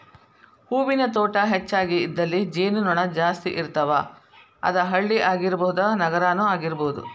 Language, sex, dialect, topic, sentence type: Kannada, female, Dharwad Kannada, agriculture, statement